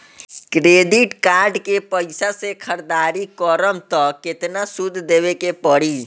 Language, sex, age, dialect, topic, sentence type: Bhojpuri, male, 18-24, Southern / Standard, banking, question